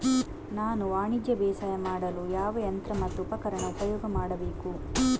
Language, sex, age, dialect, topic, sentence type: Kannada, female, 46-50, Coastal/Dakshin, agriculture, question